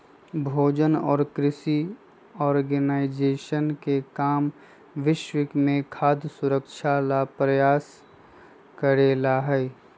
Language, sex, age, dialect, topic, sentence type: Magahi, male, 25-30, Western, agriculture, statement